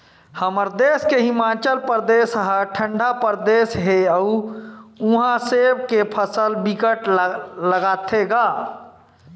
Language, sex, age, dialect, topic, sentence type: Chhattisgarhi, male, 25-30, Western/Budati/Khatahi, agriculture, statement